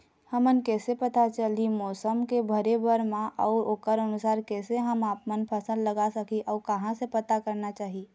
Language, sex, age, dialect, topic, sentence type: Chhattisgarhi, female, 36-40, Eastern, agriculture, question